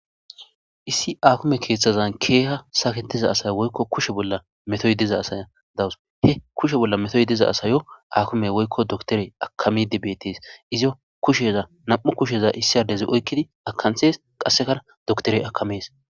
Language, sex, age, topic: Gamo, male, 18-24, government